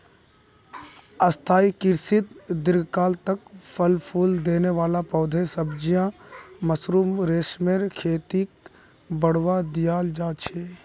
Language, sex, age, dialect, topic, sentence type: Magahi, male, 25-30, Northeastern/Surjapuri, agriculture, statement